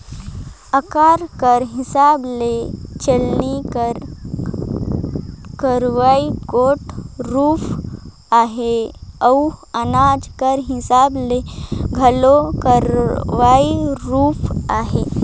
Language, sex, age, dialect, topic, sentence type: Chhattisgarhi, female, 31-35, Northern/Bhandar, agriculture, statement